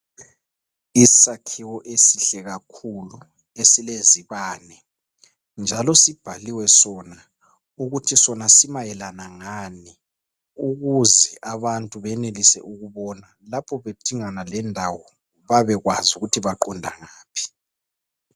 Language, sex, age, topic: North Ndebele, male, 36-49, health